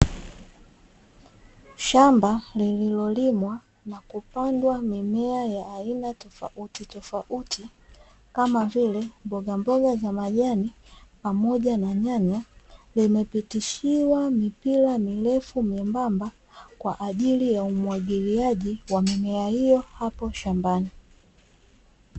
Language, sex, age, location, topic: Swahili, female, 25-35, Dar es Salaam, agriculture